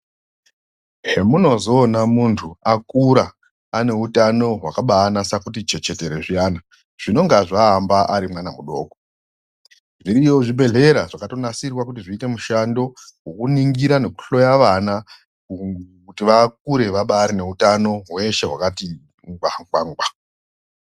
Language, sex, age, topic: Ndau, female, 25-35, health